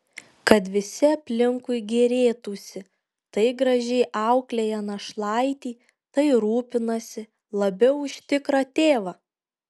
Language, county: Lithuanian, Šiauliai